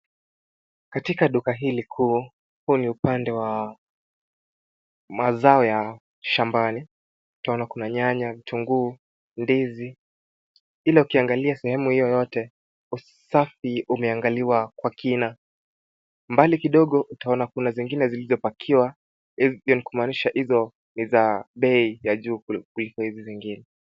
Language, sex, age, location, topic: Swahili, male, 18-24, Nairobi, finance